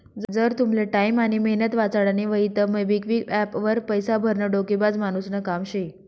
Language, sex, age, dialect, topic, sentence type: Marathi, female, 25-30, Northern Konkan, banking, statement